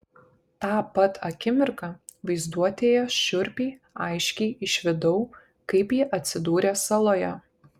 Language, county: Lithuanian, Kaunas